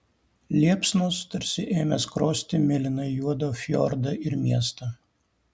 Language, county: Lithuanian, Kaunas